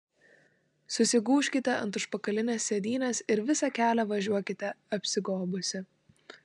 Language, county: Lithuanian, Klaipėda